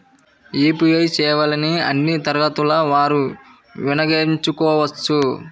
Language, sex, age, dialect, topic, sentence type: Telugu, male, 18-24, Central/Coastal, banking, question